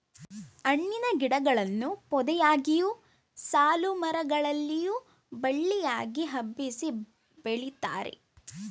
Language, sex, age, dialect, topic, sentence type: Kannada, female, 18-24, Mysore Kannada, agriculture, statement